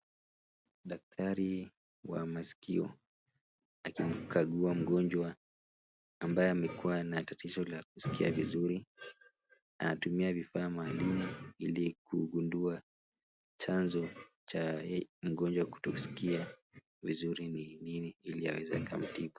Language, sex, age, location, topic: Swahili, male, 25-35, Nakuru, health